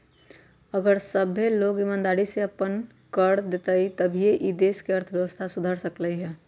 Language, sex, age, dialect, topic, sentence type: Magahi, female, 31-35, Western, banking, statement